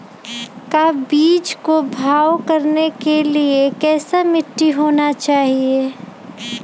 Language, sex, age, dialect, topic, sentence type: Magahi, female, 25-30, Western, agriculture, question